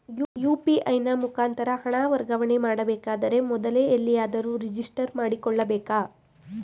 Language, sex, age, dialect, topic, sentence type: Kannada, female, 18-24, Mysore Kannada, banking, question